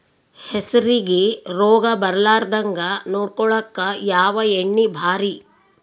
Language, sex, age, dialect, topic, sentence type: Kannada, female, 60-100, Northeastern, agriculture, question